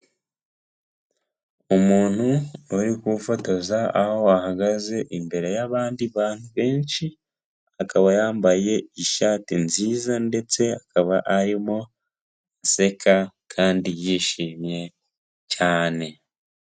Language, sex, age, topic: Kinyarwanda, male, 18-24, health